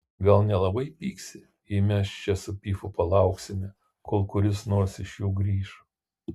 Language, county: Lithuanian, Kaunas